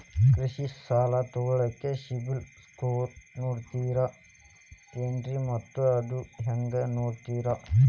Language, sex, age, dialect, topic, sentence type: Kannada, male, 18-24, Dharwad Kannada, banking, question